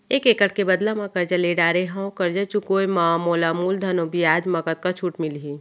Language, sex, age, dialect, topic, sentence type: Chhattisgarhi, female, 25-30, Central, agriculture, question